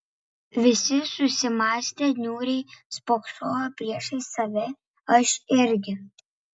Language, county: Lithuanian, Vilnius